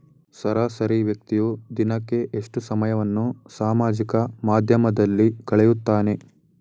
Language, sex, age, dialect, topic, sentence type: Kannada, male, 18-24, Mysore Kannada, banking, question